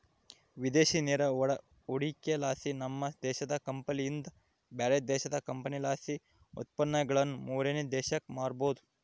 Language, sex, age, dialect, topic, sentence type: Kannada, male, 25-30, Central, banking, statement